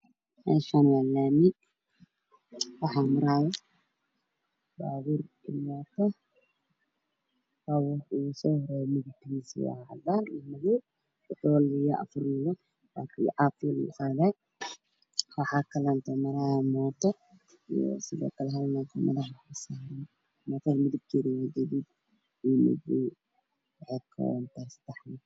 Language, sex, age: Somali, male, 18-24